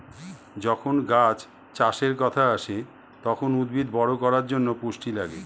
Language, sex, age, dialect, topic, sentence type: Bengali, male, 51-55, Standard Colloquial, agriculture, statement